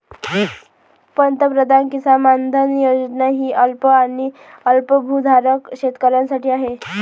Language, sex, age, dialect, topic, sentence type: Marathi, female, 18-24, Varhadi, agriculture, statement